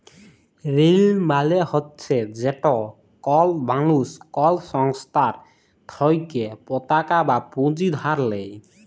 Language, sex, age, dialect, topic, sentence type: Bengali, male, 18-24, Jharkhandi, banking, statement